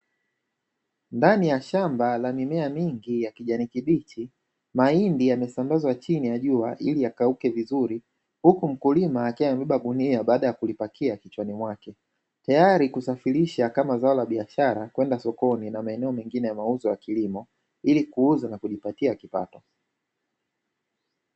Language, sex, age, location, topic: Swahili, male, 25-35, Dar es Salaam, agriculture